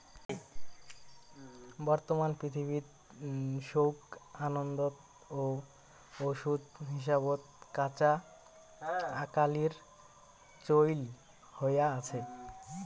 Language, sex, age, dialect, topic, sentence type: Bengali, male, <18, Rajbangshi, agriculture, statement